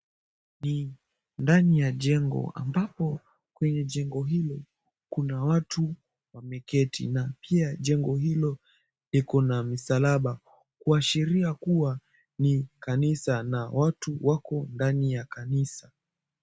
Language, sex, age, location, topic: Swahili, male, 18-24, Mombasa, government